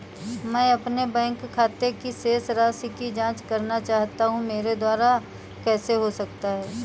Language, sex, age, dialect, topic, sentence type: Hindi, female, 18-24, Awadhi Bundeli, banking, question